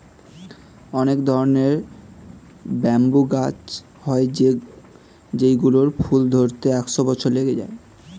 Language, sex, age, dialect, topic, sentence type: Bengali, male, 18-24, Standard Colloquial, agriculture, statement